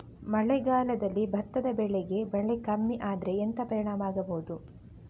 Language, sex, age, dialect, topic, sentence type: Kannada, female, 18-24, Coastal/Dakshin, agriculture, question